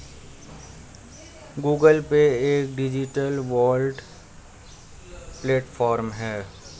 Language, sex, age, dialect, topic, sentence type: Hindi, male, 25-30, Hindustani Malvi Khadi Boli, banking, statement